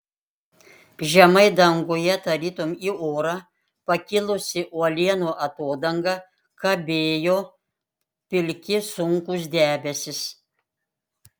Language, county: Lithuanian, Panevėžys